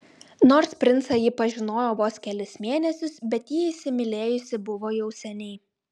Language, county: Lithuanian, Klaipėda